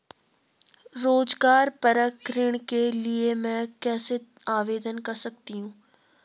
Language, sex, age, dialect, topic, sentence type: Hindi, female, 18-24, Garhwali, banking, question